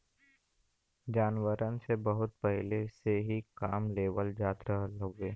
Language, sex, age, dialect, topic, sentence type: Bhojpuri, male, 18-24, Western, agriculture, statement